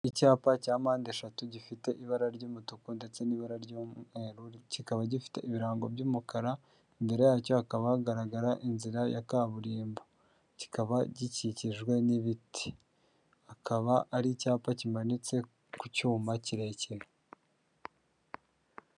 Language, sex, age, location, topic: Kinyarwanda, male, 50+, Kigali, government